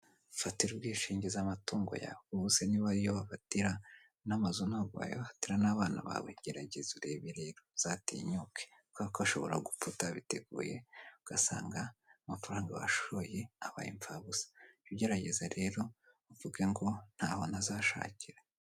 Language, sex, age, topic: Kinyarwanda, female, 25-35, finance